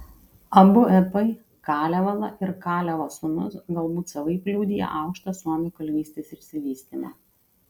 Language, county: Lithuanian, Kaunas